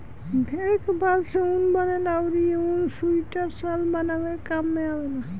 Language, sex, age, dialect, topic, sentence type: Bhojpuri, female, 18-24, Southern / Standard, agriculture, statement